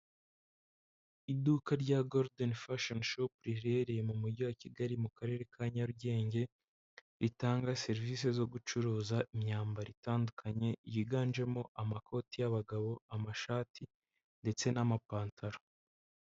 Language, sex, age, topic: Kinyarwanda, male, 25-35, finance